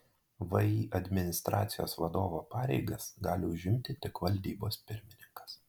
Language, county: Lithuanian, Marijampolė